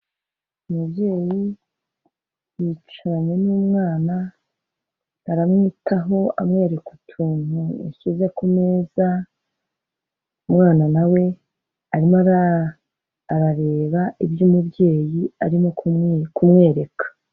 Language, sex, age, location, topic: Kinyarwanda, female, 36-49, Kigali, health